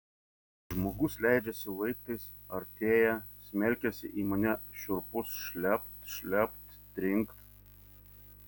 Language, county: Lithuanian, Vilnius